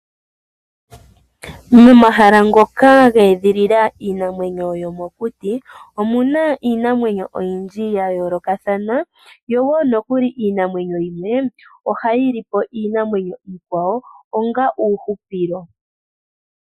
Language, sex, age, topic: Oshiwambo, female, 25-35, agriculture